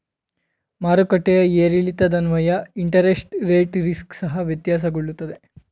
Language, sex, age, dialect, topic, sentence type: Kannada, male, 18-24, Mysore Kannada, banking, statement